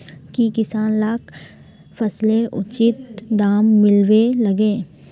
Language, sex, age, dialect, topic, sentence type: Magahi, female, 25-30, Northeastern/Surjapuri, agriculture, question